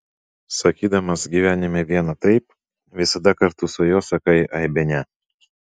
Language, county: Lithuanian, Vilnius